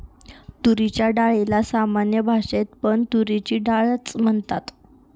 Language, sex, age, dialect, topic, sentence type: Marathi, female, 18-24, Northern Konkan, agriculture, statement